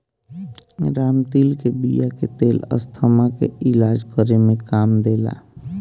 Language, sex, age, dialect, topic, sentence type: Bhojpuri, male, 25-30, Northern, agriculture, statement